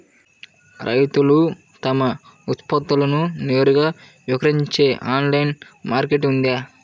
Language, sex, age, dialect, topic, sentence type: Telugu, male, 18-24, Central/Coastal, agriculture, statement